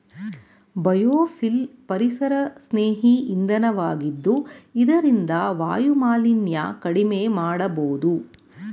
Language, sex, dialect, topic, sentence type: Kannada, female, Mysore Kannada, agriculture, statement